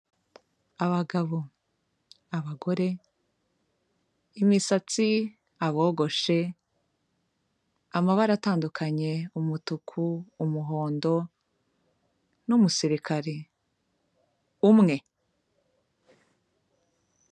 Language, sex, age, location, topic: Kinyarwanda, female, 25-35, Kigali, health